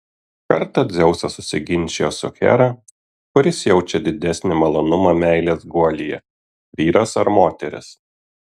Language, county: Lithuanian, Kaunas